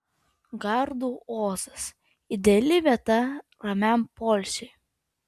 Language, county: Lithuanian, Vilnius